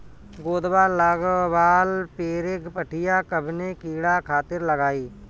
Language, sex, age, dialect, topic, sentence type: Bhojpuri, male, 36-40, Northern, agriculture, question